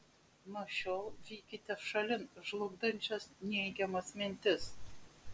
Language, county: Lithuanian, Vilnius